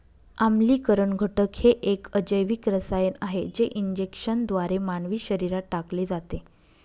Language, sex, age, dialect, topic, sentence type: Marathi, female, 31-35, Northern Konkan, agriculture, statement